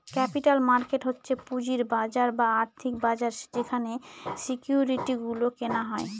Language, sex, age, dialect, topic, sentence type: Bengali, female, 18-24, Northern/Varendri, banking, statement